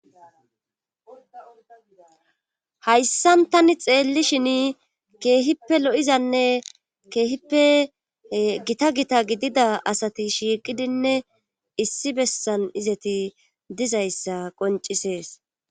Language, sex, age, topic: Gamo, female, 25-35, government